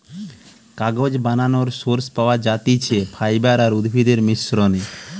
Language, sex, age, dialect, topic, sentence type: Bengali, male, 31-35, Western, agriculture, statement